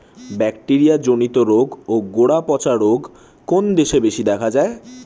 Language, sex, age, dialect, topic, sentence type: Bengali, male, 18-24, Standard Colloquial, agriculture, question